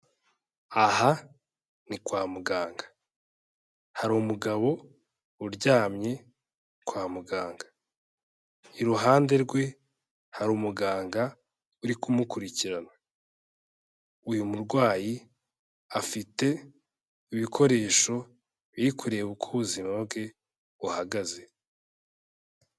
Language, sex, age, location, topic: Kinyarwanda, male, 18-24, Kigali, health